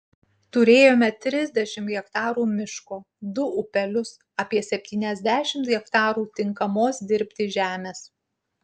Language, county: Lithuanian, Utena